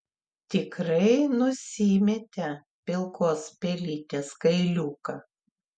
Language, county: Lithuanian, Klaipėda